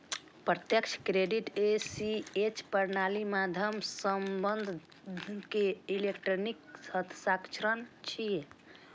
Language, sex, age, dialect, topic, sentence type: Maithili, female, 25-30, Eastern / Thethi, banking, statement